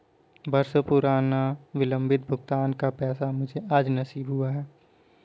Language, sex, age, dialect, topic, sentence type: Hindi, male, 18-24, Kanauji Braj Bhasha, banking, statement